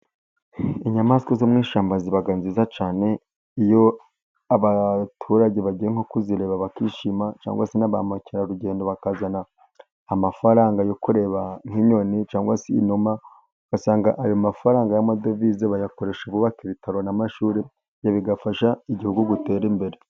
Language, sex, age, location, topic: Kinyarwanda, male, 25-35, Burera, agriculture